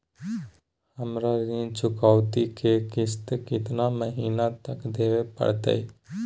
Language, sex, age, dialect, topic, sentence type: Magahi, male, 18-24, Southern, banking, question